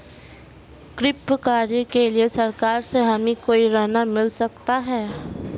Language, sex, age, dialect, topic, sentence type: Hindi, female, 18-24, Marwari Dhudhari, banking, question